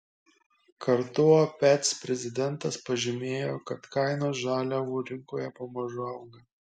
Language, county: Lithuanian, Kaunas